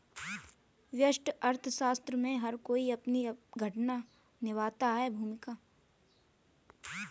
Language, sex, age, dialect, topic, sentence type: Hindi, female, 18-24, Kanauji Braj Bhasha, banking, statement